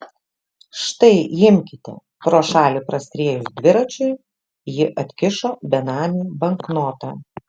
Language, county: Lithuanian, Šiauliai